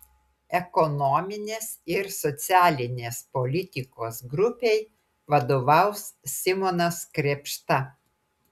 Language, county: Lithuanian, Klaipėda